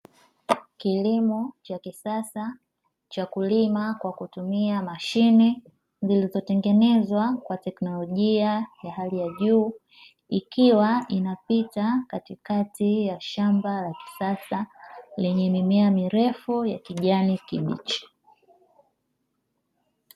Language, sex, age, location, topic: Swahili, male, 18-24, Dar es Salaam, agriculture